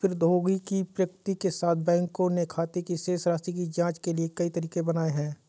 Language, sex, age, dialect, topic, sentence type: Hindi, male, 25-30, Kanauji Braj Bhasha, banking, statement